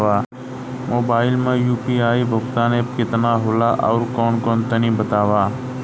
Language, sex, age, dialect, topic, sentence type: Bhojpuri, male, 18-24, Southern / Standard, banking, question